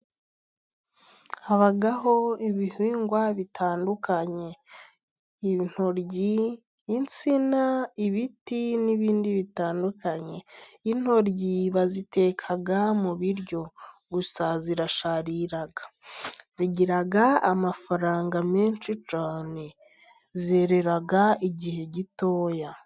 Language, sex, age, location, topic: Kinyarwanda, female, 18-24, Musanze, health